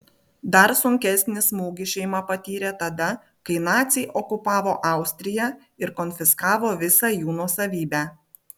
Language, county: Lithuanian, Vilnius